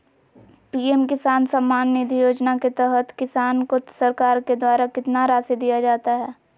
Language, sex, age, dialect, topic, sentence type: Magahi, female, 18-24, Southern, agriculture, question